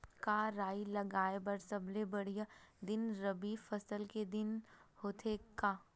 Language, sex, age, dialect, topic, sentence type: Chhattisgarhi, female, 18-24, Western/Budati/Khatahi, agriculture, question